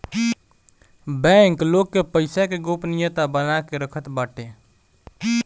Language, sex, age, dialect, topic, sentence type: Bhojpuri, male, 18-24, Northern, banking, statement